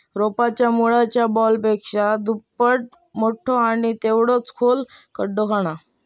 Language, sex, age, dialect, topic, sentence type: Marathi, male, 31-35, Southern Konkan, agriculture, statement